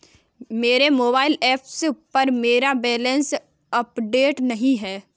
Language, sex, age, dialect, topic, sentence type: Hindi, female, 46-50, Kanauji Braj Bhasha, banking, statement